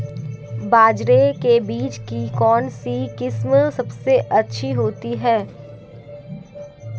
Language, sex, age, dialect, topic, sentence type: Hindi, female, 18-24, Marwari Dhudhari, agriculture, question